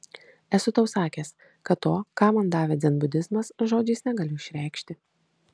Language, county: Lithuanian, Kaunas